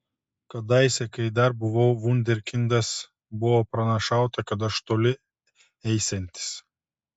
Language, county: Lithuanian, Telšiai